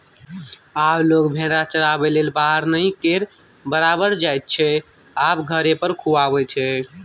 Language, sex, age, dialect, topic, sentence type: Maithili, male, 25-30, Bajjika, agriculture, statement